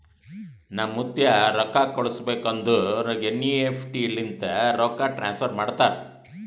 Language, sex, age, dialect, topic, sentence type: Kannada, male, 60-100, Northeastern, banking, statement